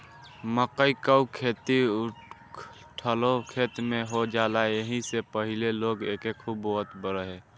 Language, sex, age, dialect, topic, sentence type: Bhojpuri, male, <18, Northern, agriculture, statement